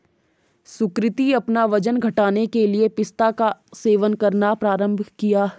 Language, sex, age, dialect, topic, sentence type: Hindi, female, 18-24, Garhwali, agriculture, statement